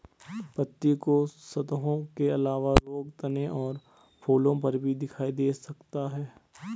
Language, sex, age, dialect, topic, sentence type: Hindi, male, 18-24, Garhwali, agriculture, statement